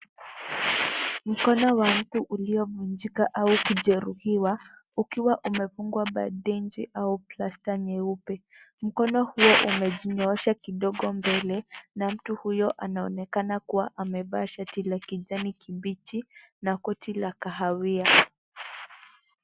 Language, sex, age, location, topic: Swahili, female, 18-24, Nairobi, health